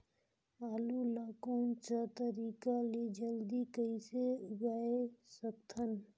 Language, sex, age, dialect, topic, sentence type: Chhattisgarhi, female, 31-35, Northern/Bhandar, agriculture, question